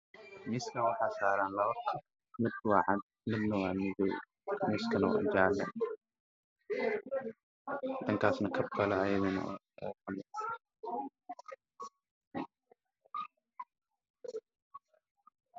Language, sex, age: Somali, male, 18-24